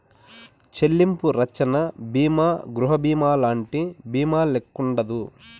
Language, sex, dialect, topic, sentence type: Telugu, male, Southern, banking, statement